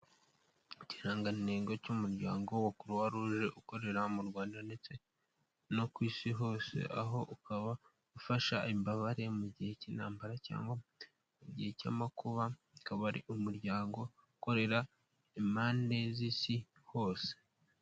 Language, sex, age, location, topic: Kinyarwanda, male, 18-24, Kigali, health